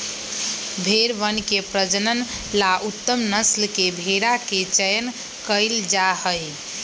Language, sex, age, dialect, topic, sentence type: Magahi, female, 18-24, Western, agriculture, statement